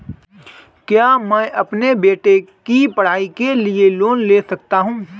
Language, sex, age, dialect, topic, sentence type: Hindi, male, 25-30, Marwari Dhudhari, banking, question